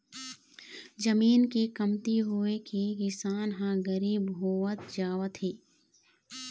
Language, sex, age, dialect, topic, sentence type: Chhattisgarhi, female, 18-24, Eastern, agriculture, statement